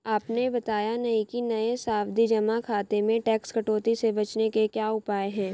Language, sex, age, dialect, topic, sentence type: Hindi, female, 18-24, Hindustani Malvi Khadi Boli, banking, statement